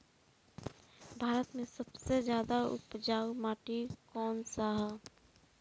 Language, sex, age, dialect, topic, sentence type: Bhojpuri, female, 18-24, Southern / Standard, agriculture, question